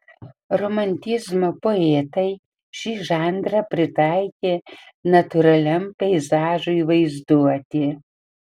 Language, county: Lithuanian, Panevėžys